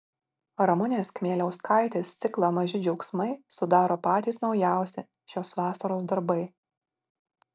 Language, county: Lithuanian, Marijampolė